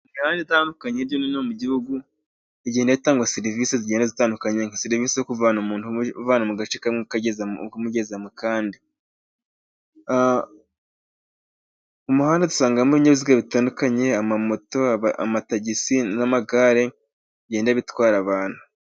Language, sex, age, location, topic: Kinyarwanda, male, 18-24, Musanze, government